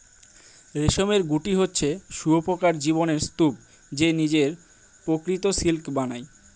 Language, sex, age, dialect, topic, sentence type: Bengali, male, 18-24, Northern/Varendri, agriculture, statement